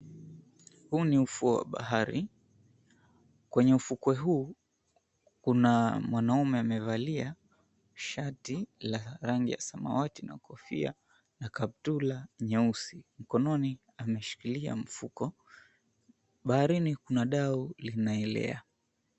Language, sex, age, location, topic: Swahili, male, 25-35, Mombasa, government